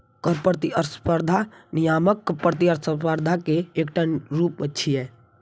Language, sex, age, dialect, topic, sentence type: Maithili, male, 25-30, Eastern / Thethi, banking, statement